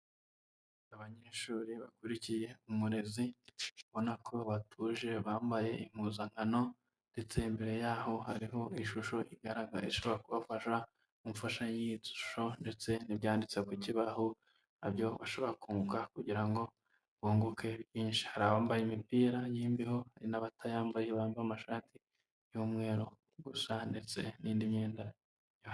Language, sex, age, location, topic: Kinyarwanda, male, 25-35, Huye, education